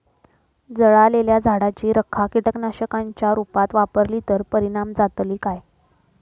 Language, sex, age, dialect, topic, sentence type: Marathi, female, 25-30, Southern Konkan, agriculture, question